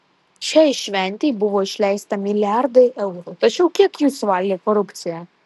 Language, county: Lithuanian, Alytus